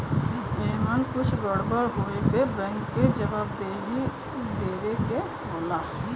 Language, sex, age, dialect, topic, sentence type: Bhojpuri, male, 31-35, Western, banking, statement